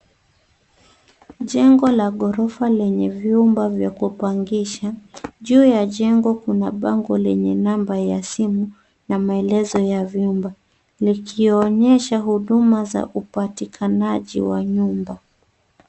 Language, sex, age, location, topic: Swahili, female, 25-35, Nairobi, finance